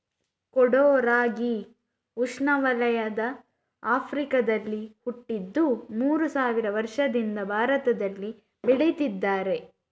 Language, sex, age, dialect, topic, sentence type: Kannada, female, 31-35, Coastal/Dakshin, agriculture, statement